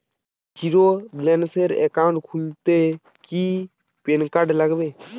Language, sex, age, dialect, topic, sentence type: Bengali, male, 18-24, Western, banking, question